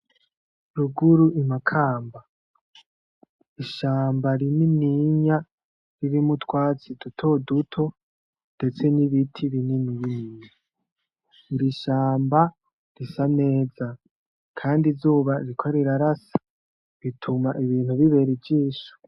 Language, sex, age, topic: Rundi, male, 18-24, agriculture